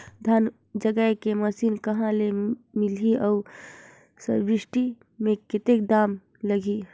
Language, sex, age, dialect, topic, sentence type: Chhattisgarhi, female, 25-30, Northern/Bhandar, agriculture, question